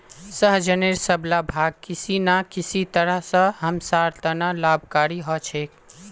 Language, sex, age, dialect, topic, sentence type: Magahi, male, 18-24, Northeastern/Surjapuri, agriculture, statement